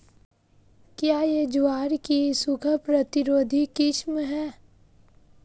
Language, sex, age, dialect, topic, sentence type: Hindi, female, 18-24, Marwari Dhudhari, agriculture, question